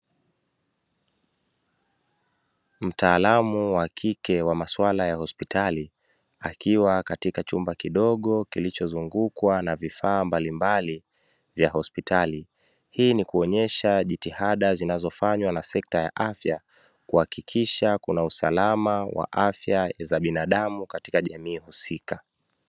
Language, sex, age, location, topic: Swahili, male, 25-35, Dar es Salaam, health